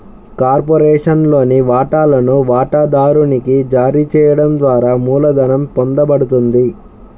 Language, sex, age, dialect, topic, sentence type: Telugu, male, 25-30, Central/Coastal, banking, statement